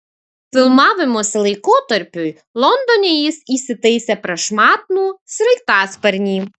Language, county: Lithuanian, Kaunas